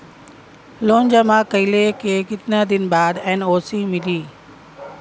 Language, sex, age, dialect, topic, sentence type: Bhojpuri, female, 41-45, Western, banking, question